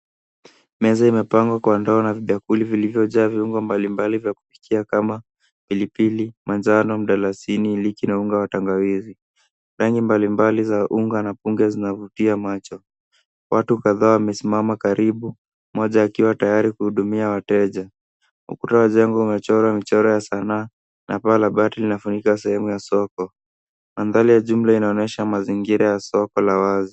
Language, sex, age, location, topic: Swahili, male, 18-24, Nairobi, finance